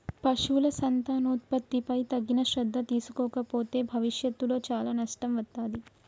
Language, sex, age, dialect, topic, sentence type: Telugu, female, 25-30, Telangana, agriculture, statement